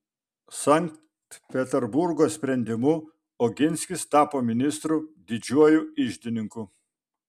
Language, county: Lithuanian, Vilnius